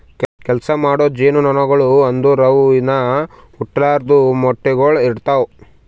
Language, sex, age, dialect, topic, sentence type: Kannada, male, 18-24, Northeastern, agriculture, statement